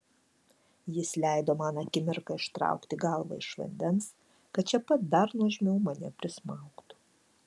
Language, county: Lithuanian, Klaipėda